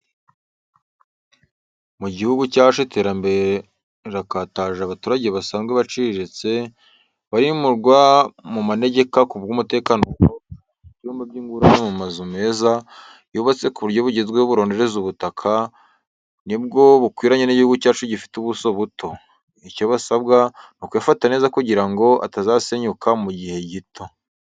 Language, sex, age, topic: Kinyarwanda, male, 18-24, education